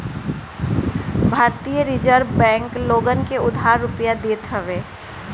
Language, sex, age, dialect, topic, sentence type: Bhojpuri, female, 60-100, Northern, banking, statement